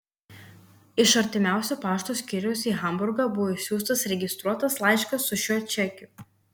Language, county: Lithuanian, Kaunas